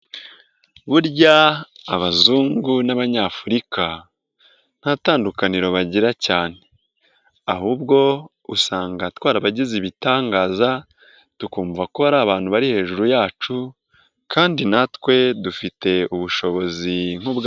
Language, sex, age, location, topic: Kinyarwanda, male, 18-24, Nyagatare, health